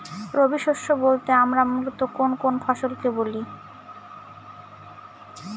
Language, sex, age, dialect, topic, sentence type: Bengali, female, 18-24, Northern/Varendri, agriculture, question